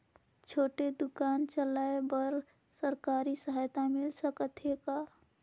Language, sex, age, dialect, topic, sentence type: Chhattisgarhi, female, 18-24, Northern/Bhandar, banking, question